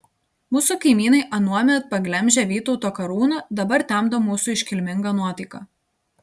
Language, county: Lithuanian, Telšiai